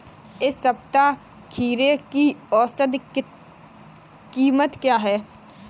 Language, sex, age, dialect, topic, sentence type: Hindi, female, 18-24, Kanauji Braj Bhasha, agriculture, question